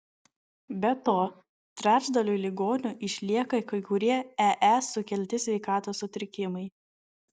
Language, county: Lithuanian, Vilnius